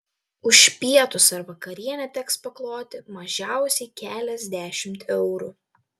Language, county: Lithuanian, Telšiai